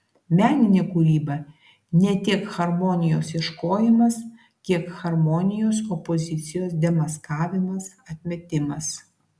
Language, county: Lithuanian, Klaipėda